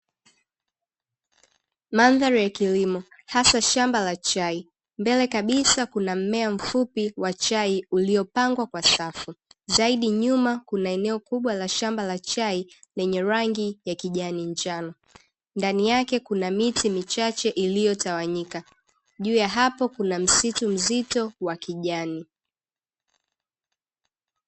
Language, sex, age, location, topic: Swahili, female, 18-24, Dar es Salaam, agriculture